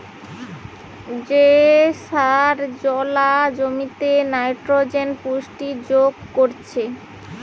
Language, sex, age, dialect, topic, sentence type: Bengali, female, 31-35, Western, agriculture, statement